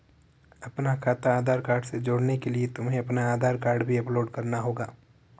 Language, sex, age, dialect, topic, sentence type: Hindi, male, 46-50, Marwari Dhudhari, banking, statement